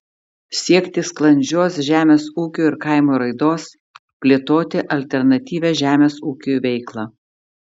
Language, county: Lithuanian, Klaipėda